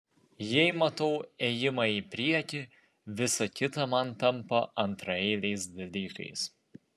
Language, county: Lithuanian, Vilnius